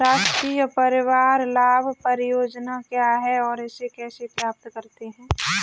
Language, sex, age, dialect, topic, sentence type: Hindi, female, 25-30, Kanauji Braj Bhasha, banking, question